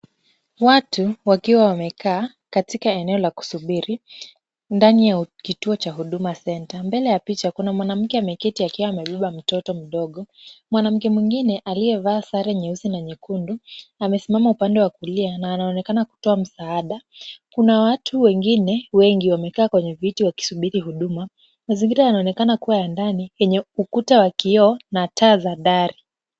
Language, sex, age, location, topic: Swahili, female, 25-35, Kisumu, government